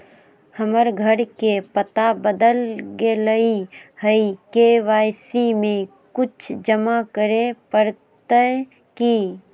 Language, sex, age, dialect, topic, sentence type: Magahi, female, 31-35, Southern, banking, question